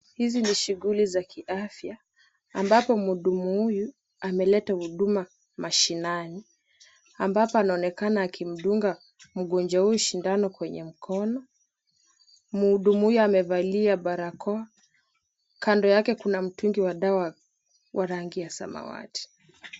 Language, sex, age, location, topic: Swahili, female, 18-24, Kisumu, health